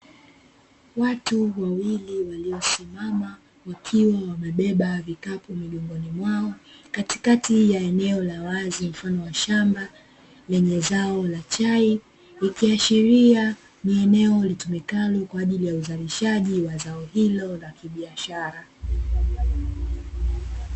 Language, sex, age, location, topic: Swahili, female, 18-24, Dar es Salaam, agriculture